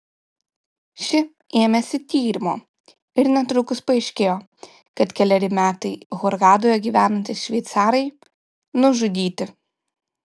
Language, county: Lithuanian, Kaunas